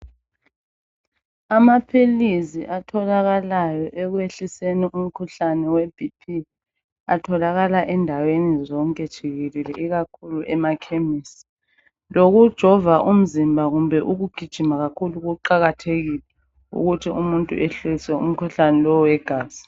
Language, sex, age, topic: North Ndebele, female, 50+, health